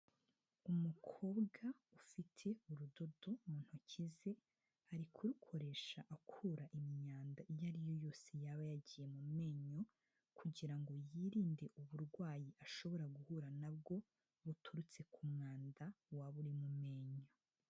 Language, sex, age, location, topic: Kinyarwanda, female, 25-35, Huye, health